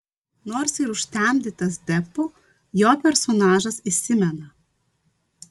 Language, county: Lithuanian, Vilnius